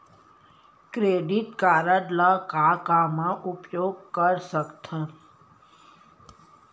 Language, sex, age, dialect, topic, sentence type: Chhattisgarhi, female, 31-35, Central, banking, question